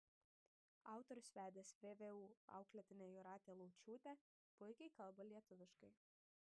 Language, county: Lithuanian, Panevėžys